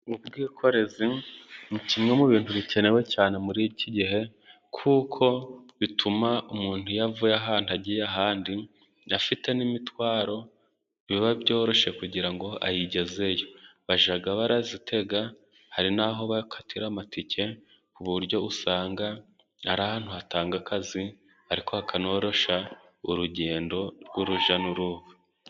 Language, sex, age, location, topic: Kinyarwanda, male, 25-35, Musanze, government